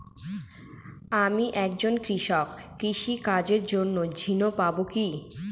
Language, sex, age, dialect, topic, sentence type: Bengali, female, 18-24, Northern/Varendri, banking, question